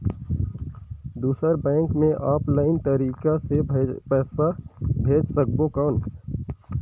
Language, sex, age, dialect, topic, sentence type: Chhattisgarhi, male, 18-24, Northern/Bhandar, banking, question